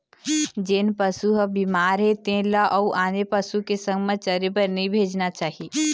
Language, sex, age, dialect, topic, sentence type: Chhattisgarhi, female, 18-24, Eastern, agriculture, statement